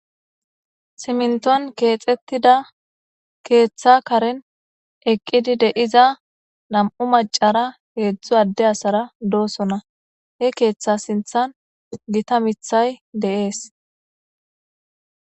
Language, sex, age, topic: Gamo, female, 25-35, government